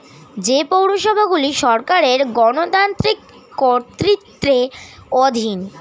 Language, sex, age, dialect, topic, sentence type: Bengali, male, <18, Standard Colloquial, banking, statement